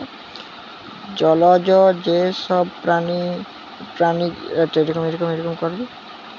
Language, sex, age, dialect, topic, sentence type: Bengali, male, 18-24, Western, agriculture, statement